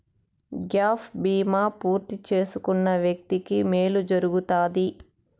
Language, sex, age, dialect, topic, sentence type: Telugu, female, 31-35, Southern, banking, statement